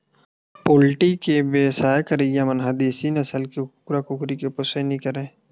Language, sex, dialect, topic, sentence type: Chhattisgarhi, male, Western/Budati/Khatahi, agriculture, statement